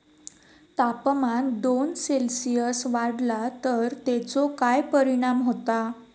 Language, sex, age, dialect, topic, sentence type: Marathi, female, 18-24, Southern Konkan, agriculture, question